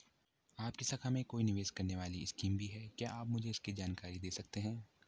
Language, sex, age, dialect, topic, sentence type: Hindi, male, 18-24, Garhwali, banking, question